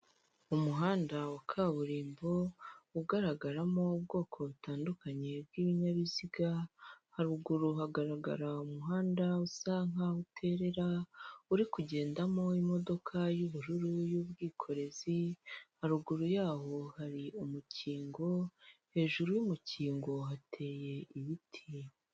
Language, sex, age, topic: Kinyarwanda, female, 18-24, government